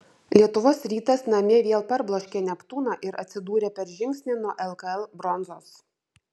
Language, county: Lithuanian, Vilnius